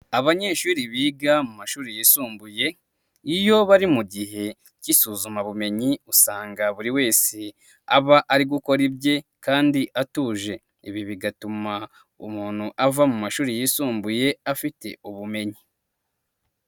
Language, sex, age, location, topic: Kinyarwanda, male, 25-35, Nyagatare, education